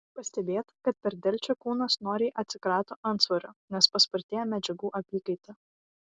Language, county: Lithuanian, Vilnius